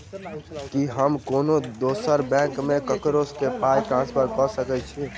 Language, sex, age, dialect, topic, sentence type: Maithili, male, 18-24, Southern/Standard, banking, statement